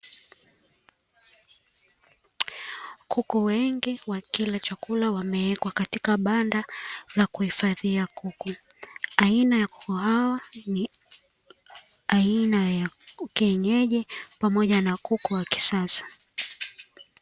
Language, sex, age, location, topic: Swahili, female, 25-35, Dar es Salaam, agriculture